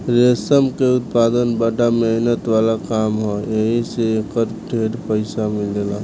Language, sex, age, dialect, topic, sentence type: Bhojpuri, male, 18-24, Southern / Standard, agriculture, statement